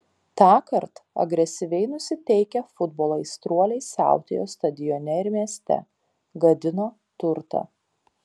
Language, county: Lithuanian, Panevėžys